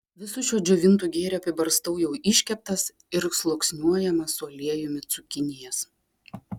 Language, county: Lithuanian, Klaipėda